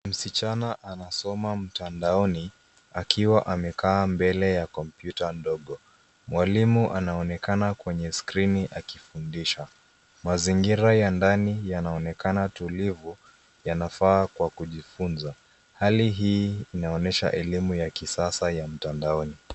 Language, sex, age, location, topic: Swahili, male, 18-24, Nairobi, education